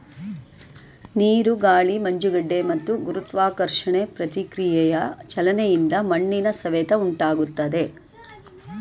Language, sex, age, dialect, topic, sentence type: Kannada, female, 18-24, Mysore Kannada, agriculture, statement